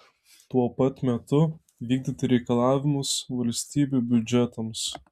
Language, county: Lithuanian, Telšiai